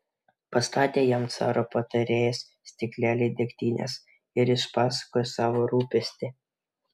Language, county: Lithuanian, Vilnius